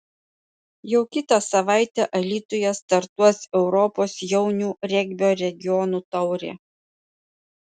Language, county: Lithuanian, Panevėžys